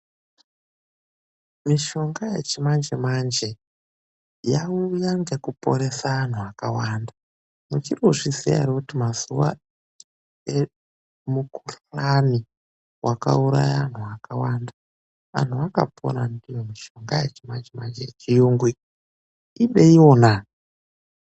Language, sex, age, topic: Ndau, male, 25-35, health